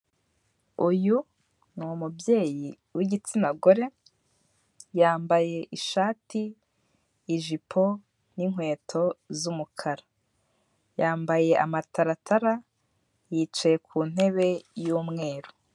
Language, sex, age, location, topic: Kinyarwanda, female, 18-24, Kigali, government